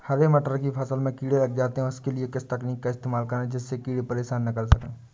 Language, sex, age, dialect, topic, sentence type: Hindi, male, 18-24, Awadhi Bundeli, agriculture, question